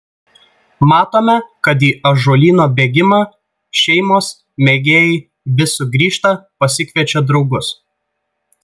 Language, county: Lithuanian, Vilnius